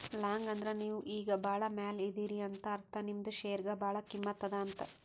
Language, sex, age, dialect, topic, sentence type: Kannada, female, 18-24, Northeastern, banking, statement